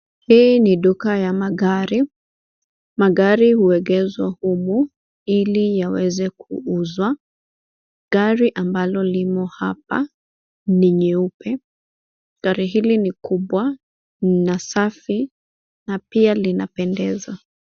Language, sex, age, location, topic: Swahili, female, 25-35, Nairobi, finance